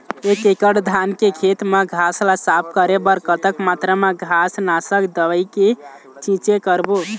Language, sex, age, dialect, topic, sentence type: Chhattisgarhi, male, 18-24, Eastern, agriculture, question